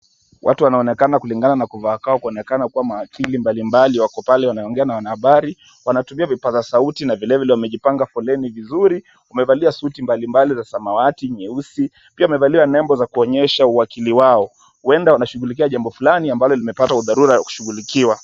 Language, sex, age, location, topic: Swahili, male, 25-35, Kisumu, government